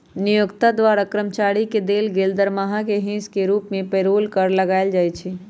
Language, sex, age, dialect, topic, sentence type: Magahi, male, 18-24, Western, banking, statement